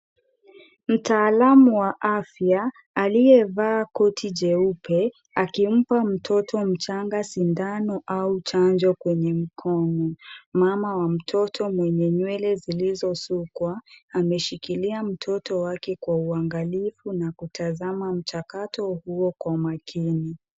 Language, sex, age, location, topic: Swahili, female, 18-24, Kisumu, health